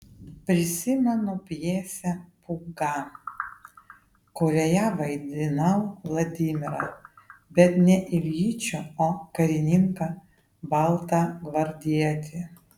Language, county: Lithuanian, Vilnius